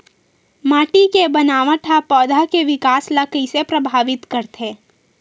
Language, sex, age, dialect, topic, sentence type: Chhattisgarhi, female, 18-24, Western/Budati/Khatahi, agriculture, statement